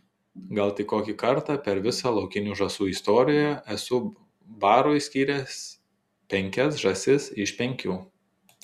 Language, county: Lithuanian, Telšiai